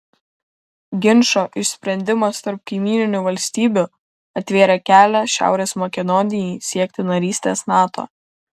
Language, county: Lithuanian, Kaunas